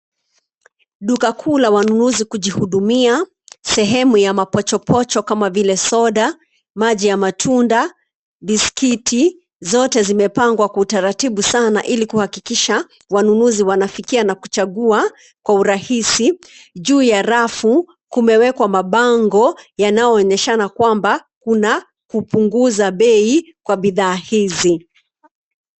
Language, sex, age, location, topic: Swahili, female, 36-49, Nairobi, finance